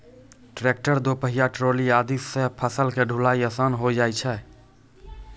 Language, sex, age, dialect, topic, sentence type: Maithili, male, 18-24, Angika, agriculture, statement